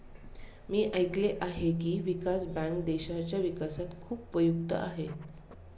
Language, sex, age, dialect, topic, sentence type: Marathi, female, 36-40, Standard Marathi, banking, statement